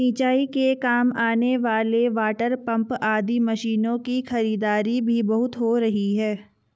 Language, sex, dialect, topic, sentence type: Hindi, female, Marwari Dhudhari, agriculture, statement